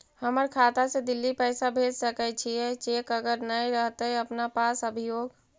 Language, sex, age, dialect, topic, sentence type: Magahi, female, 56-60, Central/Standard, banking, question